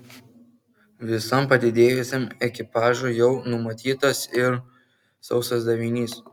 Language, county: Lithuanian, Kaunas